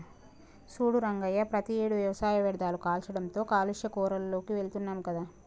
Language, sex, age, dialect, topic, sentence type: Telugu, female, 31-35, Telangana, agriculture, statement